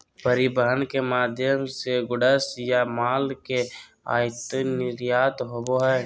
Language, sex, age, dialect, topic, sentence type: Magahi, male, 18-24, Southern, banking, statement